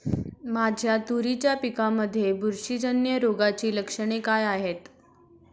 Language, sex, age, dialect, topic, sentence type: Marathi, female, 18-24, Standard Marathi, agriculture, question